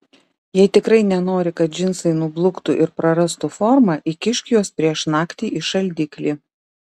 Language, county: Lithuanian, Šiauliai